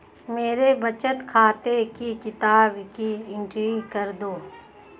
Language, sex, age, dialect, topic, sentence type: Hindi, female, 31-35, Hindustani Malvi Khadi Boli, banking, question